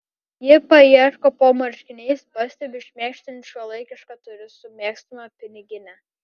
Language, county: Lithuanian, Kaunas